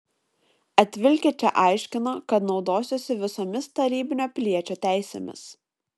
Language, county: Lithuanian, Šiauliai